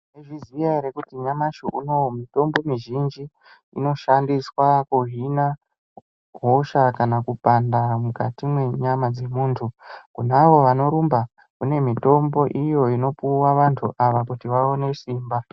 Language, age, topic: Ndau, 50+, health